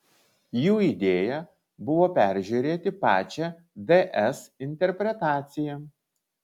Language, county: Lithuanian, Vilnius